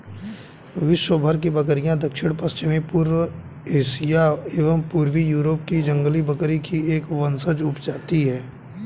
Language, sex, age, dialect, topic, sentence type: Hindi, male, 18-24, Hindustani Malvi Khadi Boli, agriculture, statement